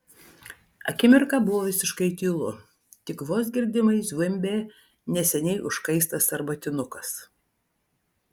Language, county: Lithuanian, Vilnius